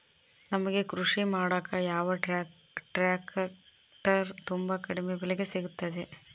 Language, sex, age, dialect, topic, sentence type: Kannada, female, 31-35, Central, agriculture, question